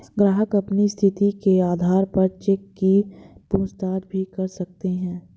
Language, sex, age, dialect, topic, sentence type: Hindi, female, 18-24, Marwari Dhudhari, banking, statement